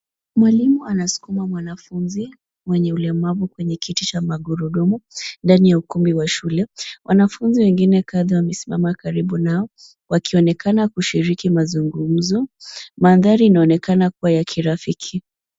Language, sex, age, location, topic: Swahili, female, 25-35, Nairobi, education